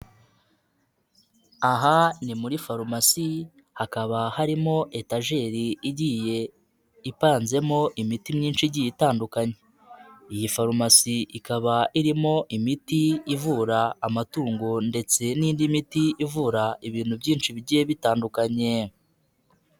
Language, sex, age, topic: Kinyarwanda, male, 25-35, health